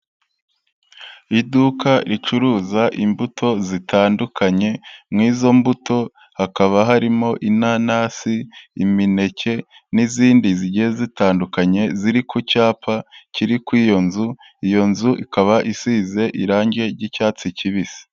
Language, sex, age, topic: Kinyarwanda, male, 18-24, finance